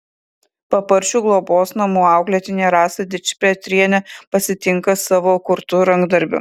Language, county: Lithuanian, Kaunas